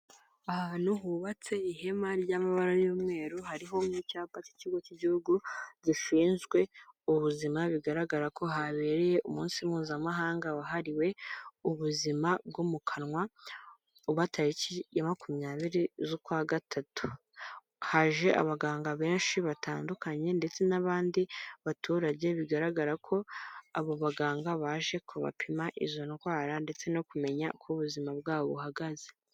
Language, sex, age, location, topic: Kinyarwanda, female, 25-35, Kigali, health